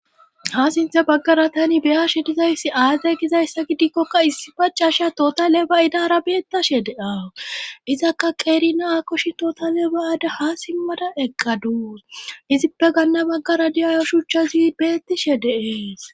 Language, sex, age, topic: Gamo, female, 25-35, government